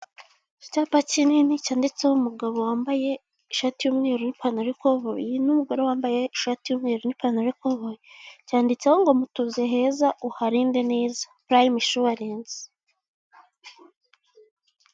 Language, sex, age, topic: Kinyarwanda, female, 18-24, finance